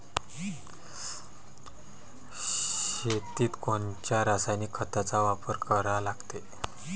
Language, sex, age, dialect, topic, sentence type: Marathi, male, 25-30, Varhadi, agriculture, question